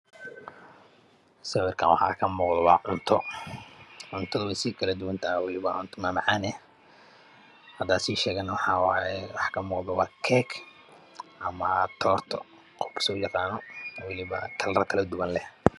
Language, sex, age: Somali, male, 25-35